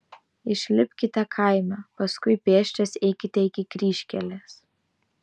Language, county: Lithuanian, Vilnius